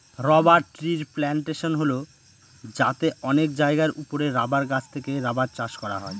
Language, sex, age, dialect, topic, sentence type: Bengali, male, 18-24, Northern/Varendri, agriculture, statement